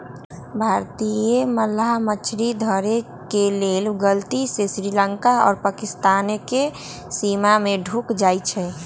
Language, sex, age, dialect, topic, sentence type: Magahi, female, 18-24, Western, agriculture, statement